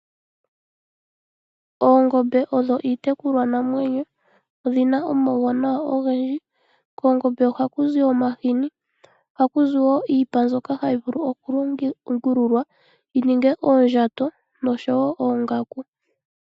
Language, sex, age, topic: Oshiwambo, female, 25-35, agriculture